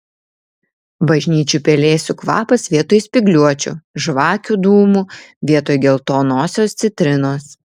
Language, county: Lithuanian, Vilnius